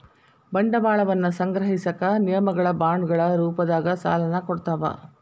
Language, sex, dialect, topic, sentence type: Kannada, female, Dharwad Kannada, banking, statement